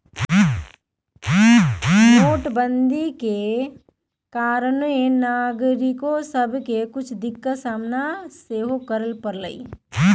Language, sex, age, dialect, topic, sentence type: Magahi, female, 31-35, Western, banking, statement